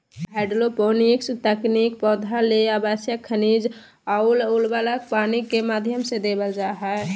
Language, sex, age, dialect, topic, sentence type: Magahi, female, 18-24, Southern, agriculture, statement